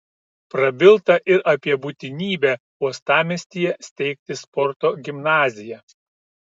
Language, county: Lithuanian, Kaunas